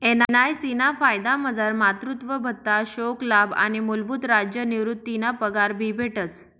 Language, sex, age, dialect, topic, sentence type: Marathi, female, 25-30, Northern Konkan, banking, statement